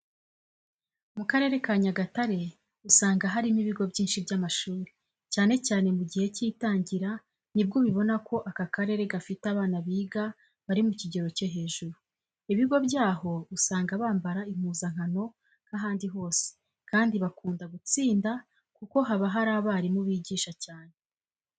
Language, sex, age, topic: Kinyarwanda, female, 25-35, education